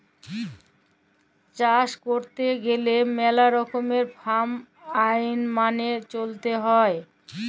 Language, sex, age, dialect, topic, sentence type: Bengali, female, <18, Jharkhandi, agriculture, statement